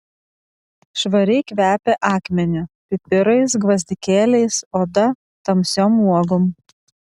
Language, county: Lithuanian, Vilnius